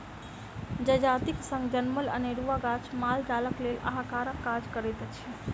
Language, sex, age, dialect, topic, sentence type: Maithili, female, 25-30, Southern/Standard, agriculture, statement